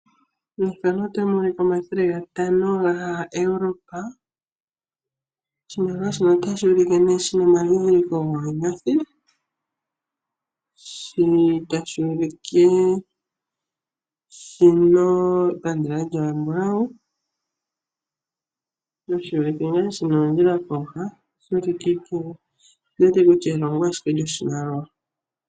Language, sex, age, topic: Oshiwambo, female, 25-35, finance